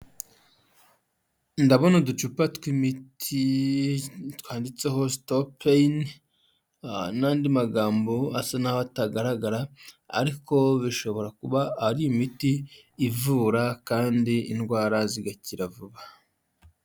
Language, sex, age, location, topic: Kinyarwanda, male, 25-35, Huye, health